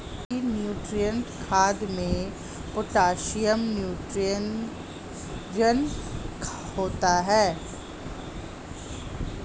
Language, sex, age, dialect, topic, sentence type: Hindi, female, 36-40, Hindustani Malvi Khadi Boli, agriculture, statement